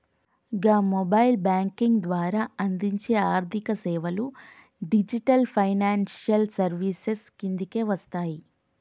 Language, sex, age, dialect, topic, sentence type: Telugu, female, 25-30, Telangana, banking, statement